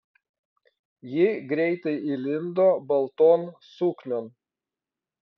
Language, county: Lithuanian, Vilnius